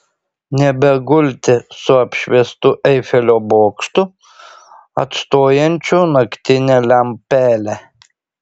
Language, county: Lithuanian, Šiauliai